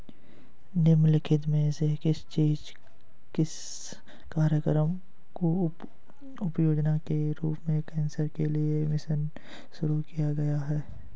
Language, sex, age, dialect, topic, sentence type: Hindi, male, 18-24, Hindustani Malvi Khadi Boli, banking, question